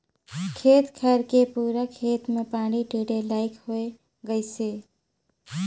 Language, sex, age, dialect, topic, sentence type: Chhattisgarhi, female, 25-30, Northern/Bhandar, agriculture, statement